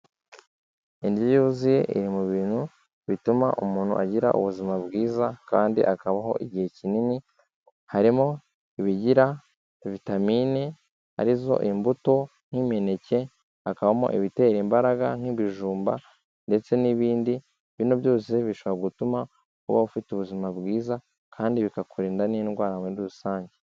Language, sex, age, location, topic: Kinyarwanda, male, 18-24, Kigali, health